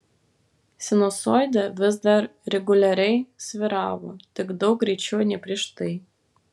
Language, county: Lithuanian, Vilnius